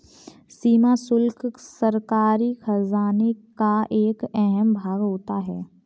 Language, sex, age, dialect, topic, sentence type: Hindi, female, 18-24, Kanauji Braj Bhasha, banking, statement